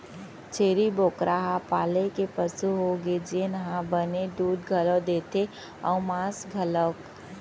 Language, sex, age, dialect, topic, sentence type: Chhattisgarhi, female, 25-30, Central, agriculture, statement